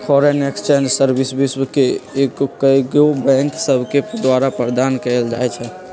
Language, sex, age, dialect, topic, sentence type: Magahi, male, 56-60, Western, banking, statement